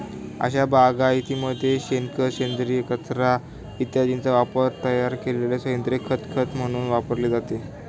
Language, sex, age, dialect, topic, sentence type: Marathi, male, 18-24, Standard Marathi, agriculture, statement